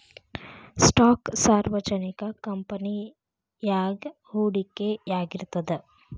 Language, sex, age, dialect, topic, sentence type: Kannada, female, 18-24, Dharwad Kannada, banking, statement